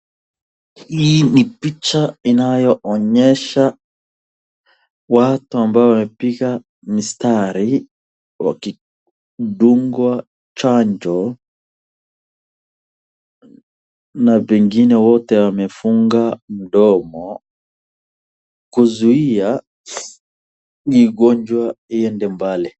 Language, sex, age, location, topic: Swahili, male, 25-35, Wajir, health